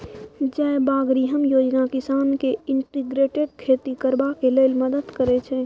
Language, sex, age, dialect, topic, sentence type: Maithili, female, 18-24, Bajjika, agriculture, statement